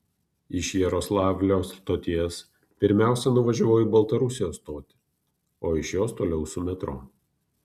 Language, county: Lithuanian, Kaunas